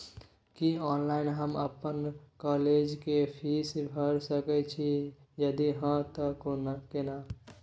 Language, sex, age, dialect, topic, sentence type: Maithili, male, 51-55, Bajjika, banking, question